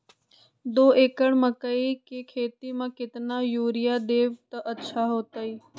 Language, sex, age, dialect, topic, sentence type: Magahi, female, 25-30, Western, agriculture, question